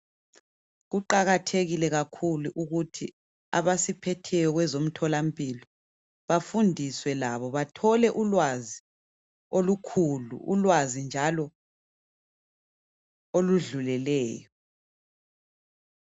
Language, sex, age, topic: North Ndebele, female, 25-35, health